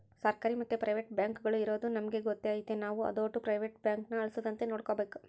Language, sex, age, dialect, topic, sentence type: Kannada, female, 25-30, Central, banking, statement